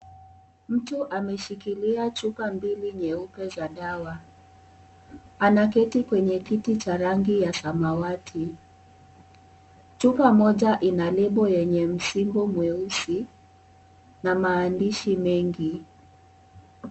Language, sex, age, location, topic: Swahili, female, 36-49, Kisii, health